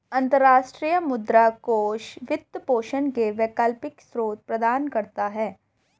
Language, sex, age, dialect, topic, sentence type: Hindi, female, 18-24, Hindustani Malvi Khadi Boli, banking, statement